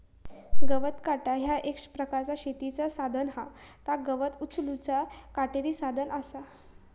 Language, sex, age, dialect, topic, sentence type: Marathi, female, 18-24, Southern Konkan, agriculture, statement